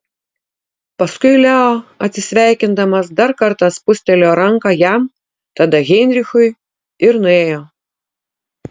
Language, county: Lithuanian, Utena